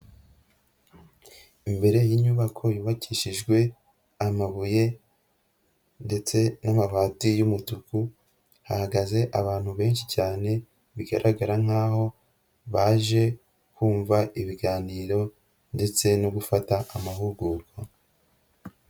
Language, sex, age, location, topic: Kinyarwanda, female, 25-35, Huye, health